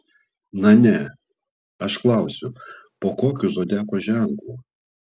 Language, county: Lithuanian, Klaipėda